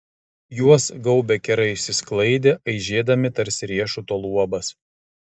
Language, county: Lithuanian, Kaunas